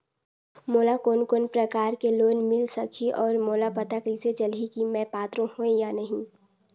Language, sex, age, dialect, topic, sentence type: Chhattisgarhi, female, 18-24, Northern/Bhandar, banking, question